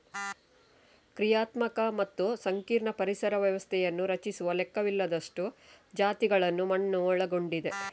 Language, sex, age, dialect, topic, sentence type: Kannada, female, 25-30, Coastal/Dakshin, agriculture, statement